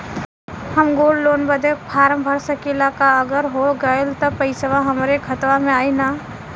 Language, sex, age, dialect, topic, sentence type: Bhojpuri, female, 18-24, Western, banking, question